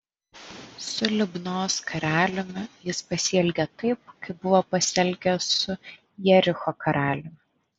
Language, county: Lithuanian, Vilnius